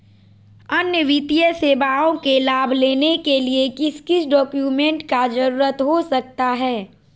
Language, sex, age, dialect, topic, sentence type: Magahi, female, 41-45, Southern, banking, question